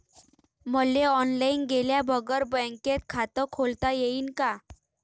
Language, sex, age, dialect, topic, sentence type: Marathi, female, 18-24, Varhadi, banking, question